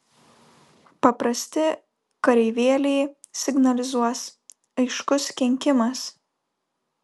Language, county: Lithuanian, Vilnius